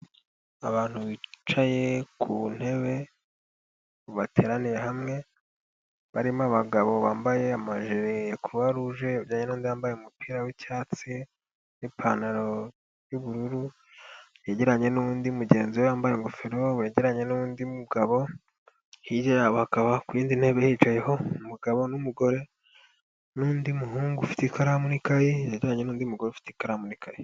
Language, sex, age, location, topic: Kinyarwanda, male, 18-24, Nyagatare, health